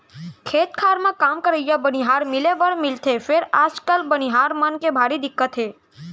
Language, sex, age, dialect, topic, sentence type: Chhattisgarhi, male, 46-50, Central, agriculture, statement